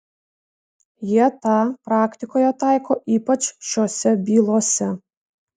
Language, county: Lithuanian, Vilnius